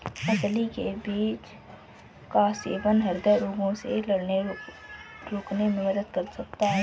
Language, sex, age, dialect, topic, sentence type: Hindi, female, 25-30, Marwari Dhudhari, agriculture, statement